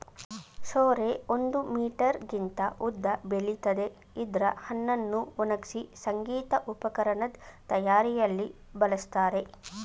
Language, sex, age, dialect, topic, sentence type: Kannada, female, 25-30, Mysore Kannada, agriculture, statement